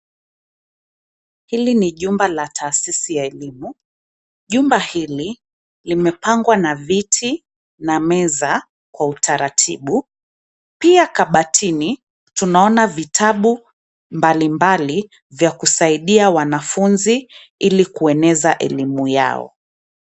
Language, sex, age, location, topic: Swahili, female, 25-35, Nairobi, education